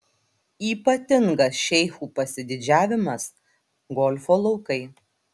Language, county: Lithuanian, Klaipėda